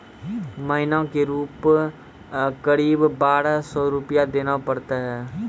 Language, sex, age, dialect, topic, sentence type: Maithili, male, 18-24, Angika, banking, question